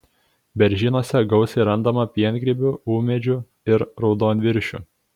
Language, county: Lithuanian, Kaunas